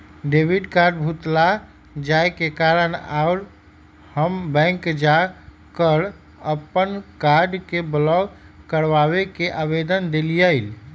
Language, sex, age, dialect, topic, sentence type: Magahi, male, 51-55, Western, banking, statement